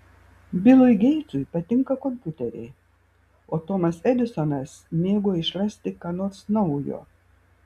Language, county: Lithuanian, Vilnius